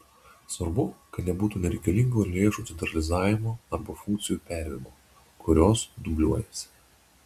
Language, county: Lithuanian, Vilnius